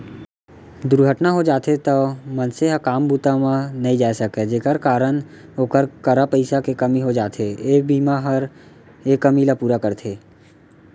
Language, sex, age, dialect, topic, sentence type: Chhattisgarhi, male, 18-24, Central, banking, statement